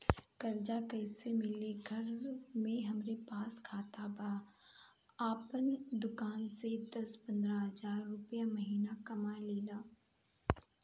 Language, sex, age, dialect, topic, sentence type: Bhojpuri, female, 31-35, Southern / Standard, banking, question